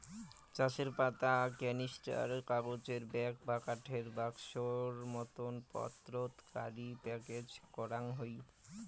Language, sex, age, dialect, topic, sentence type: Bengali, male, 18-24, Rajbangshi, agriculture, statement